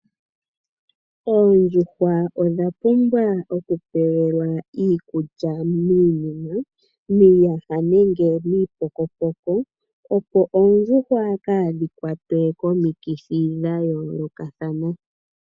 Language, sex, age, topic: Oshiwambo, female, 36-49, agriculture